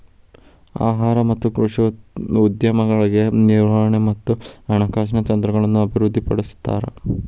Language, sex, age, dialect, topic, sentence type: Kannada, male, 18-24, Dharwad Kannada, banking, statement